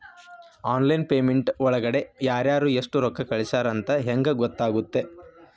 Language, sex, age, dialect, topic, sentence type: Kannada, male, 25-30, Dharwad Kannada, banking, question